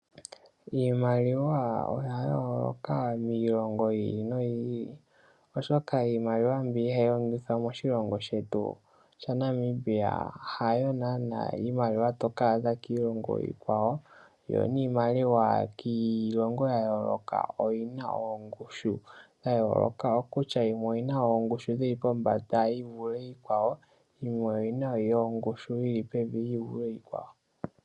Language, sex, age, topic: Oshiwambo, male, 18-24, finance